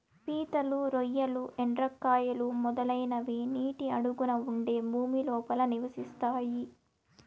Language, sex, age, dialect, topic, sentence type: Telugu, female, 18-24, Southern, agriculture, statement